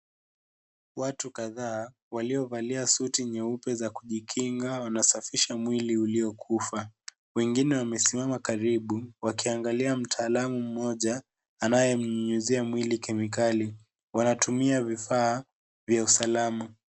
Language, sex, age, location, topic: Swahili, male, 18-24, Kisii, health